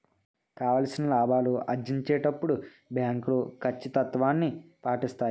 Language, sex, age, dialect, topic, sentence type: Telugu, male, 18-24, Utterandhra, banking, statement